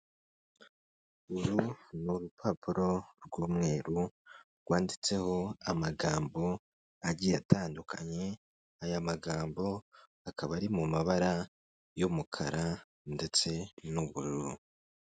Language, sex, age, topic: Kinyarwanda, male, 25-35, government